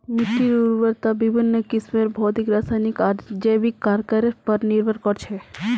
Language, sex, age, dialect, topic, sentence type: Magahi, female, 18-24, Northeastern/Surjapuri, agriculture, statement